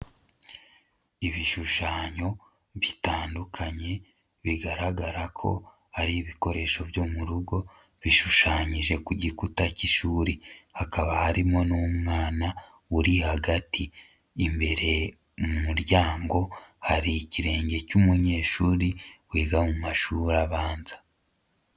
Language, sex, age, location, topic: Kinyarwanda, male, 50+, Nyagatare, education